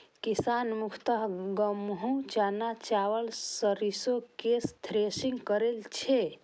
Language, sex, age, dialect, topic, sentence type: Maithili, female, 25-30, Eastern / Thethi, agriculture, statement